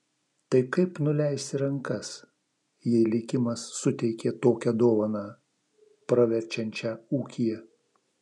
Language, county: Lithuanian, Vilnius